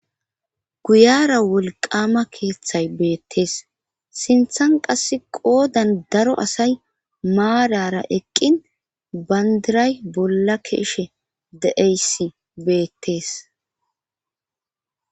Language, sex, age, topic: Gamo, female, 36-49, government